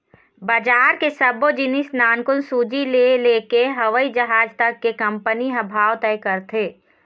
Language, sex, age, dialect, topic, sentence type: Chhattisgarhi, female, 18-24, Eastern, agriculture, statement